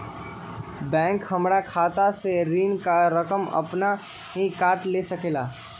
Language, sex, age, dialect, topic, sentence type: Magahi, male, 18-24, Western, banking, question